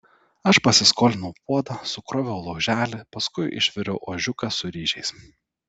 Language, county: Lithuanian, Telšiai